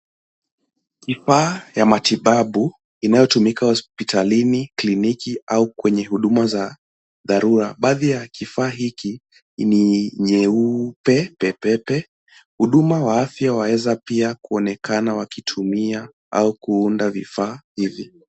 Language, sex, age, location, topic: Swahili, male, 18-24, Nairobi, health